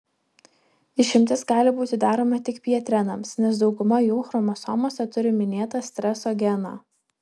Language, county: Lithuanian, Vilnius